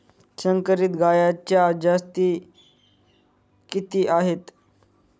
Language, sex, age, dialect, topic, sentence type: Marathi, male, 31-35, Northern Konkan, agriculture, question